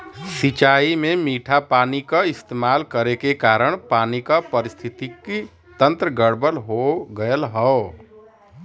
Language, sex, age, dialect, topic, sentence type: Bhojpuri, male, 31-35, Western, agriculture, statement